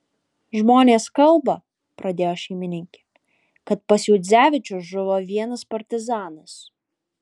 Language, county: Lithuanian, Alytus